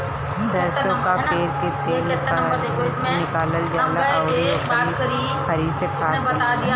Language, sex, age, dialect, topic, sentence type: Bhojpuri, female, 25-30, Northern, agriculture, statement